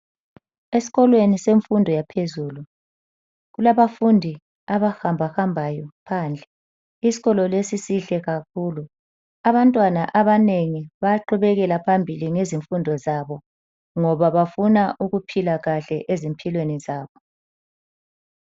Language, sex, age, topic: North Ndebele, female, 50+, education